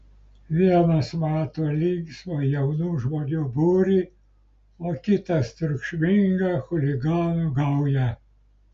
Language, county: Lithuanian, Klaipėda